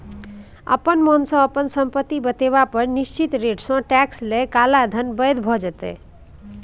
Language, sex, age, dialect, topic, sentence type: Maithili, female, 18-24, Bajjika, banking, statement